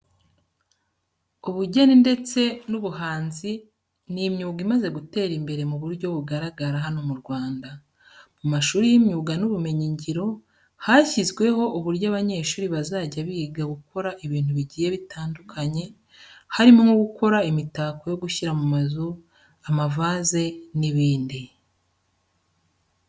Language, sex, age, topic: Kinyarwanda, female, 36-49, education